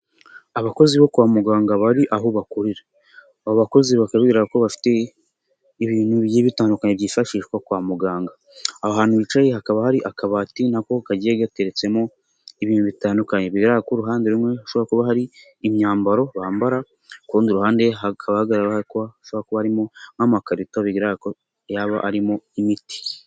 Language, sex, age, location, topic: Kinyarwanda, male, 18-24, Nyagatare, health